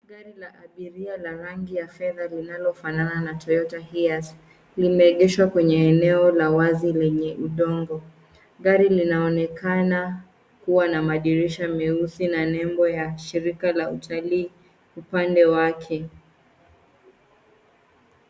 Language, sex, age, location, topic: Swahili, female, 18-24, Nairobi, finance